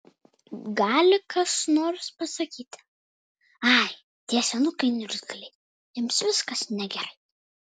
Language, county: Lithuanian, Vilnius